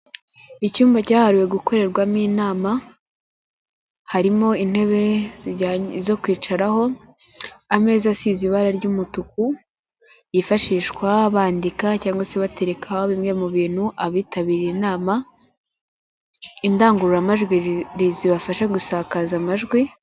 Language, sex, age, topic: Kinyarwanda, female, 18-24, government